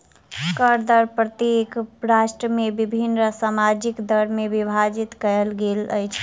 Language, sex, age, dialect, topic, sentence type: Maithili, female, 18-24, Southern/Standard, banking, statement